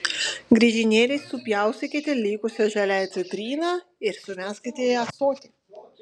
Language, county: Lithuanian, Vilnius